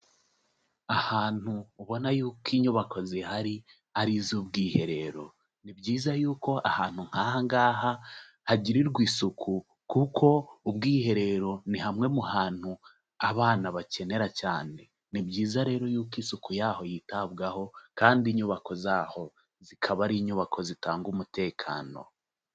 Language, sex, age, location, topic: Kinyarwanda, male, 25-35, Kigali, education